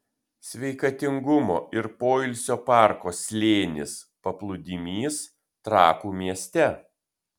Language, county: Lithuanian, Kaunas